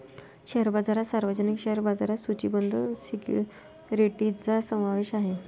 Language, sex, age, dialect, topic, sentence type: Marathi, female, 56-60, Varhadi, banking, statement